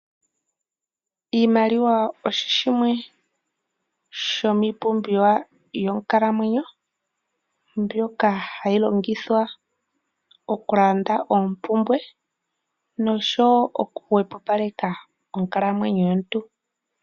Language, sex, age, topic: Oshiwambo, female, 18-24, finance